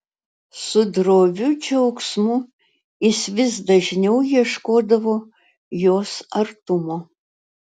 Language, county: Lithuanian, Utena